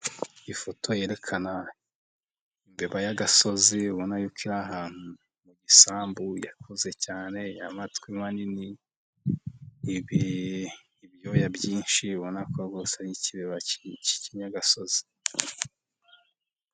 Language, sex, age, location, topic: Kinyarwanda, male, 25-35, Nyagatare, agriculture